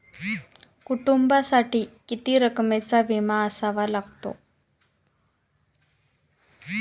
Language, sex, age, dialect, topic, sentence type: Marathi, female, 25-30, Standard Marathi, banking, question